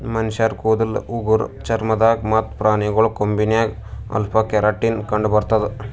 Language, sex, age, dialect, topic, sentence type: Kannada, male, 18-24, Northeastern, agriculture, statement